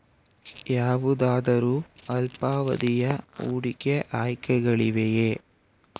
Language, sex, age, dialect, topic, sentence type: Kannada, male, 18-24, Mysore Kannada, banking, question